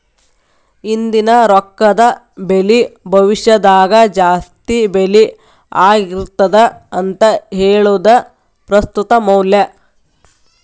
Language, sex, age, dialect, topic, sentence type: Kannada, female, 31-35, Dharwad Kannada, banking, statement